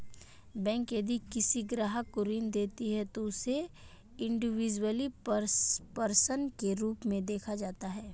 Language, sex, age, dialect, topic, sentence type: Hindi, female, 18-24, Marwari Dhudhari, banking, statement